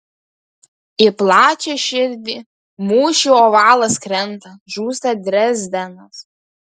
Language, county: Lithuanian, Kaunas